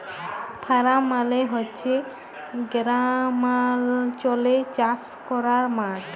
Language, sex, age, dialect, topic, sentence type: Bengali, female, 25-30, Jharkhandi, agriculture, statement